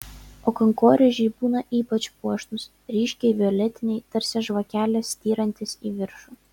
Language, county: Lithuanian, Vilnius